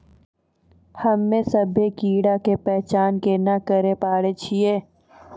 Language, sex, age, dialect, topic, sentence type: Maithili, female, 41-45, Angika, agriculture, statement